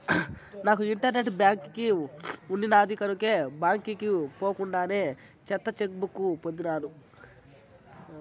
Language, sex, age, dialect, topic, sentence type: Telugu, male, 41-45, Southern, banking, statement